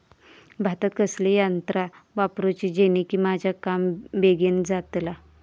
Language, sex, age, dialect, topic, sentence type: Marathi, female, 25-30, Southern Konkan, agriculture, question